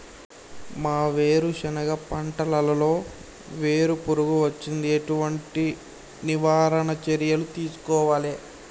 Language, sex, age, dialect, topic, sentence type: Telugu, male, 18-24, Telangana, agriculture, question